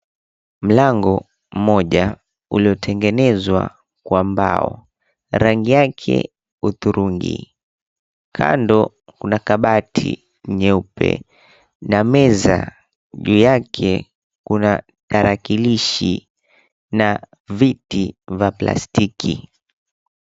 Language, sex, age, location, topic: Swahili, female, 18-24, Mombasa, education